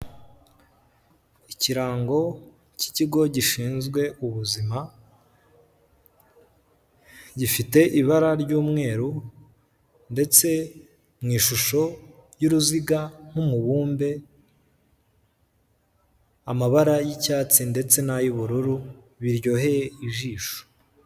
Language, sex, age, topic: Kinyarwanda, male, 18-24, health